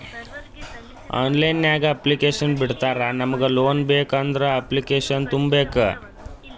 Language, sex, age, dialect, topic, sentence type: Kannada, male, 25-30, Northeastern, banking, statement